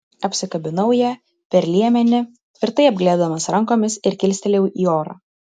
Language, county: Lithuanian, Vilnius